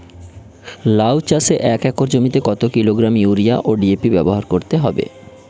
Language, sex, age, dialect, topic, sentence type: Bengali, male, 25-30, Western, agriculture, question